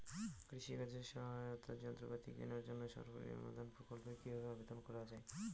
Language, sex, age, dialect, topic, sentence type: Bengali, male, 18-24, Rajbangshi, agriculture, question